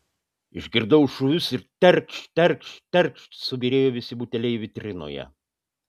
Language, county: Lithuanian, Panevėžys